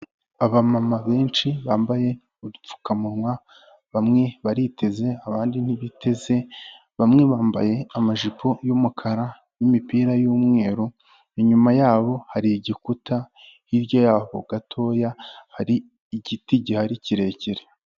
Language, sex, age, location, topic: Kinyarwanda, male, 18-24, Kigali, health